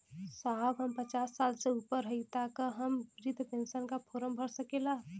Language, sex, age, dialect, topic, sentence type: Bhojpuri, female, 18-24, Western, banking, question